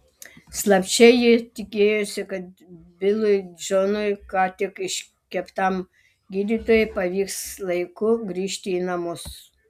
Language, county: Lithuanian, Vilnius